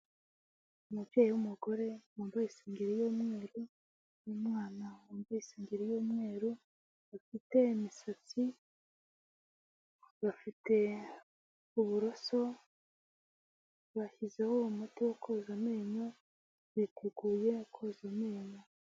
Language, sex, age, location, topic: Kinyarwanda, female, 18-24, Huye, health